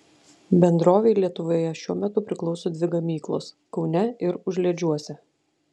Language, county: Lithuanian, Klaipėda